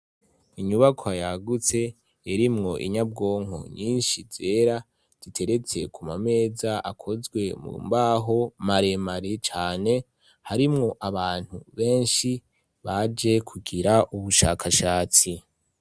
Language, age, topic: Rundi, 18-24, education